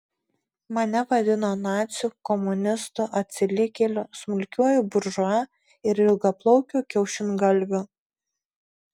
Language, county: Lithuanian, Marijampolė